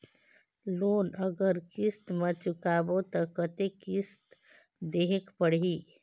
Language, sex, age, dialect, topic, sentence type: Chhattisgarhi, female, 18-24, Northern/Bhandar, banking, question